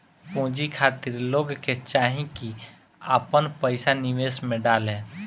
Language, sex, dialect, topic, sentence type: Bhojpuri, male, Northern, banking, statement